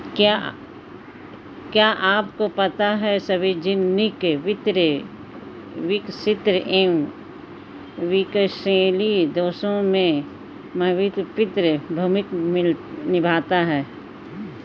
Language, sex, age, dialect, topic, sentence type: Hindi, female, 18-24, Hindustani Malvi Khadi Boli, banking, statement